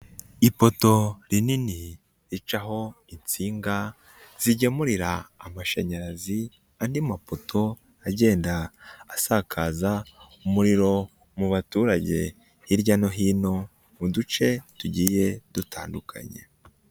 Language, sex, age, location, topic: Kinyarwanda, male, 18-24, Nyagatare, government